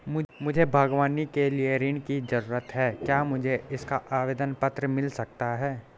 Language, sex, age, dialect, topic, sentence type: Hindi, male, 18-24, Garhwali, banking, question